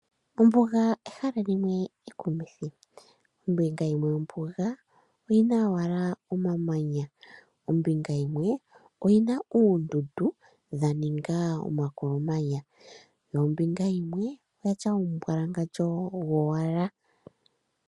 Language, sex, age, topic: Oshiwambo, male, 25-35, agriculture